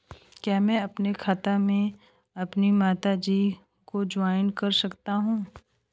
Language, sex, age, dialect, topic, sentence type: Hindi, male, 18-24, Hindustani Malvi Khadi Boli, banking, question